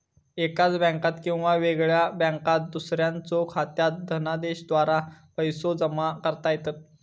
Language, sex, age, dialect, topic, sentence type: Marathi, male, 25-30, Southern Konkan, banking, statement